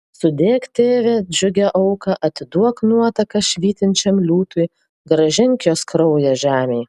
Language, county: Lithuanian, Vilnius